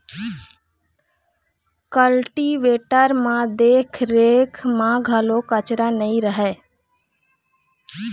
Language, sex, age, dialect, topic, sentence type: Chhattisgarhi, female, 25-30, Eastern, agriculture, statement